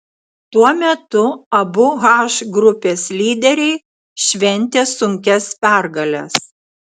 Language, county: Lithuanian, Tauragė